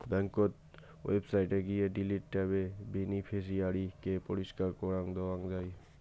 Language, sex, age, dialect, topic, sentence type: Bengali, male, 18-24, Rajbangshi, banking, statement